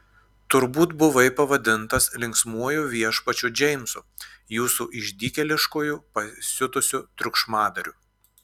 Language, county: Lithuanian, Klaipėda